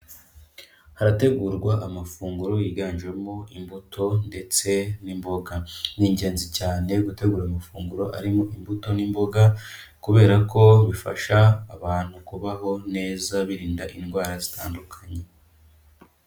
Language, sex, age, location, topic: Kinyarwanda, male, 25-35, Kigali, education